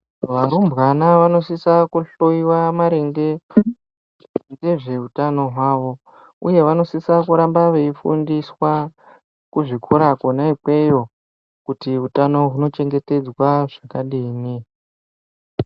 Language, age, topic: Ndau, 18-24, education